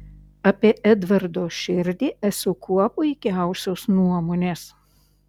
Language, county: Lithuanian, Šiauliai